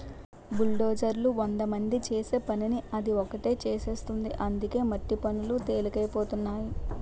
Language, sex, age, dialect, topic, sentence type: Telugu, female, 60-100, Utterandhra, agriculture, statement